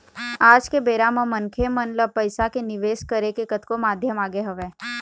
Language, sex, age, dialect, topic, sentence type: Chhattisgarhi, female, 18-24, Eastern, banking, statement